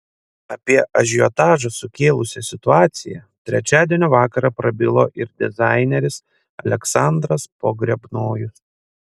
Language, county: Lithuanian, Panevėžys